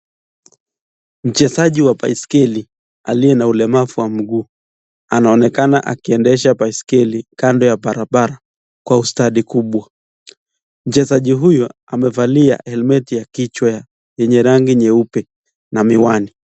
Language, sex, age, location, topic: Swahili, male, 25-35, Nakuru, education